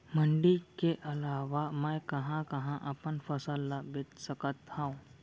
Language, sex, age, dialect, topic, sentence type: Chhattisgarhi, female, 18-24, Central, agriculture, question